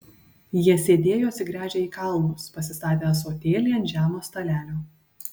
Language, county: Lithuanian, Panevėžys